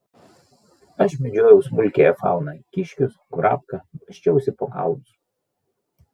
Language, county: Lithuanian, Vilnius